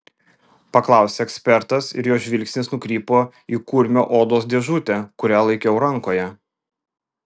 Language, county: Lithuanian, Vilnius